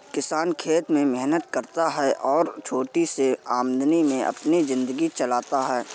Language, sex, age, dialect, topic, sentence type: Hindi, male, 41-45, Awadhi Bundeli, agriculture, statement